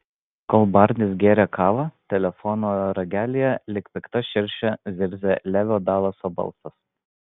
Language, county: Lithuanian, Vilnius